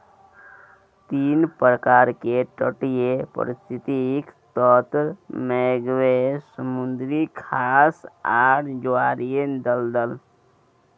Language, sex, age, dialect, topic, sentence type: Maithili, male, 18-24, Bajjika, agriculture, statement